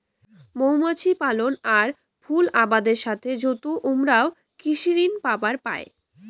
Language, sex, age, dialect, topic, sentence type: Bengali, female, 18-24, Rajbangshi, agriculture, statement